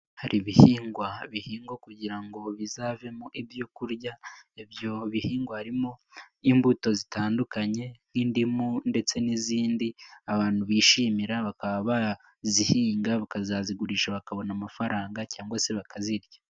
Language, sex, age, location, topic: Kinyarwanda, male, 18-24, Nyagatare, agriculture